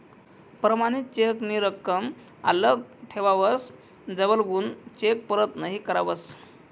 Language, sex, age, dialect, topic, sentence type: Marathi, male, 18-24, Northern Konkan, banking, statement